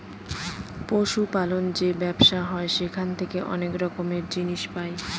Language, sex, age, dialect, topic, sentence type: Bengali, female, 25-30, Northern/Varendri, agriculture, statement